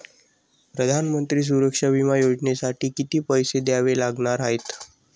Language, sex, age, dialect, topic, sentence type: Marathi, male, 60-100, Standard Marathi, banking, statement